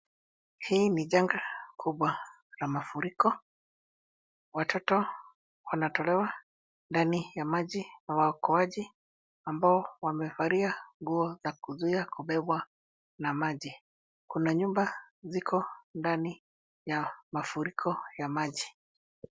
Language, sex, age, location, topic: Swahili, male, 50+, Nairobi, health